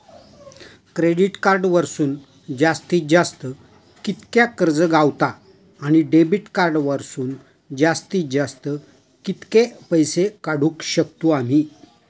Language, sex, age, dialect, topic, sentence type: Marathi, male, 60-100, Southern Konkan, banking, question